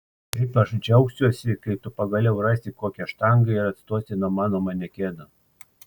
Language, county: Lithuanian, Klaipėda